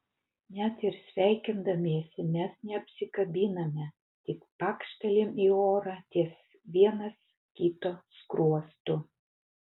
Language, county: Lithuanian, Utena